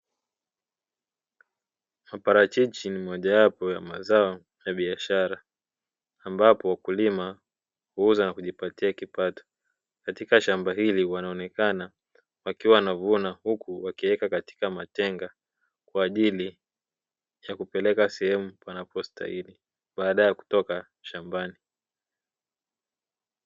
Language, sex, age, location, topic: Swahili, male, 25-35, Dar es Salaam, agriculture